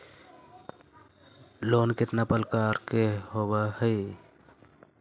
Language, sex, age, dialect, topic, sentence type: Magahi, male, 51-55, Central/Standard, banking, question